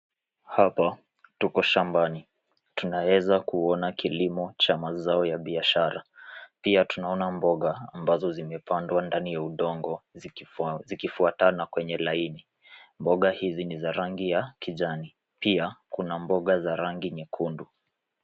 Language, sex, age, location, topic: Swahili, male, 18-24, Nairobi, agriculture